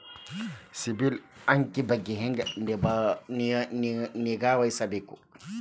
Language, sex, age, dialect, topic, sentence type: Kannada, male, 36-40, Dharwad Kannada, banking, question